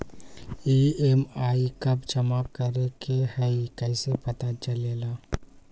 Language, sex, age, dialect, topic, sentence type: Magahi, male, 25-30, Western, banking, question